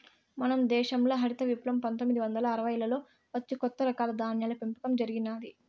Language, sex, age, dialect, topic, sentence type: Telugu, female, 56-60, Southern, agriculture, statement